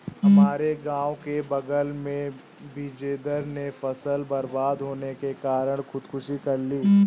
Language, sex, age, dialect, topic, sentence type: Hindi, male, 18-24, Awadhi Bundeli, agriculture, statement